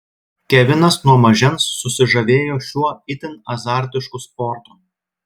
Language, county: Lithuanian, Klaipėda